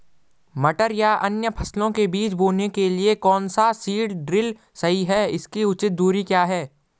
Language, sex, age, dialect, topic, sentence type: Hindi, male, 18-24, Garhwali, agriculture, question